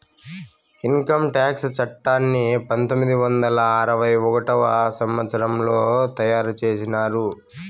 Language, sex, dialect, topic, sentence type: Telugu, male, Southern, banking, statement